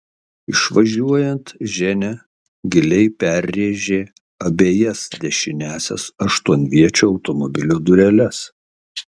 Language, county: Lithuanian, Kaunas